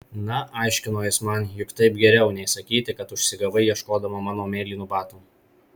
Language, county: Lithuanian, Marijampolė